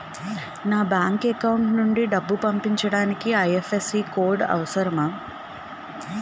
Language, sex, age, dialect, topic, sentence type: Telugu, female, 18-24, Utterandhra, banking, question